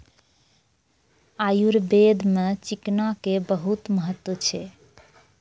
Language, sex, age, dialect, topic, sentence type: Maithili, female, 25-30, Angika, agriculture, statement